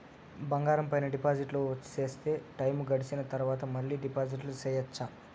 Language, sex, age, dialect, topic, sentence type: Telugu, male, 18-24, Southern, banking, question